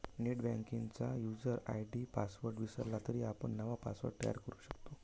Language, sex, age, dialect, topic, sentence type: Marathi, male, 31-35, Varhadi, banking, statement